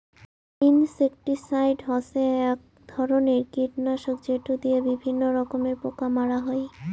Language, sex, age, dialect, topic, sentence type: Bengali, female, 18-24, Rajbangshi, agriculture, statement